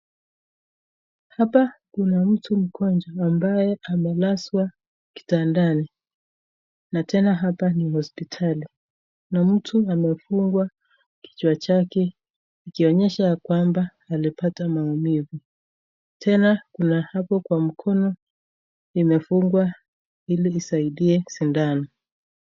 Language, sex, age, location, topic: Swahili, female, 36-49, Nakuru, health